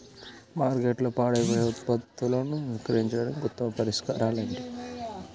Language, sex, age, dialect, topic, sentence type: Telugu, male, 18-24, Central/Coastal, agriculture, statement